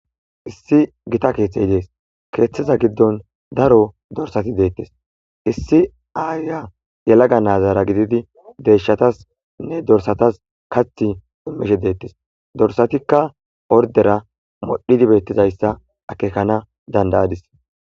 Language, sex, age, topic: Gamo, male, 18-24, agriculture